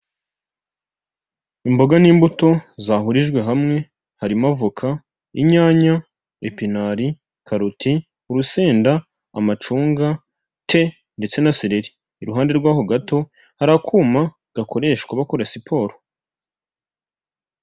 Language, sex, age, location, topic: Kinyarwanda, male, 18-24, Huye, health